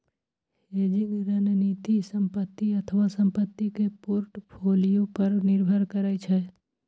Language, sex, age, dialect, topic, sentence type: Maithili, male, 18-24, Eastern / Thethi, banking, statement